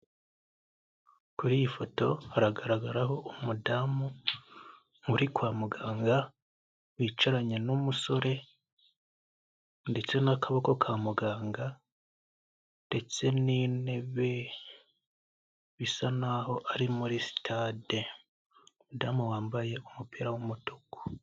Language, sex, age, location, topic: Kinyarwanda, male, 18-24, Nyagatare, health